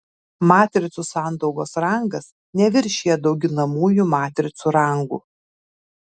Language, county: Lithuanian, Kaunas